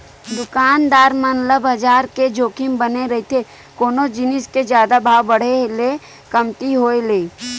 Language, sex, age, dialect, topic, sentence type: Chhattisgarhi, female, 18-24, Western/Budati/Khatahi, banking, statement